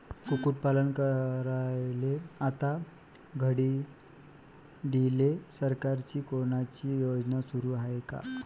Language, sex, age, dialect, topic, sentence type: Marathi, male, 25-30, Varhadi, agriculture, question